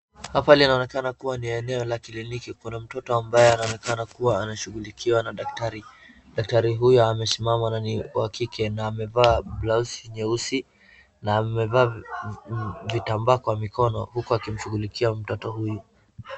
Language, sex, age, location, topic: Swahili, male, 36-49, Wajir, health